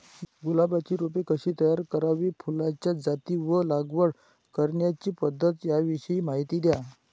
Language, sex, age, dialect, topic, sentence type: Marathi, male, 46-50, Northern Konkan, agriculture, question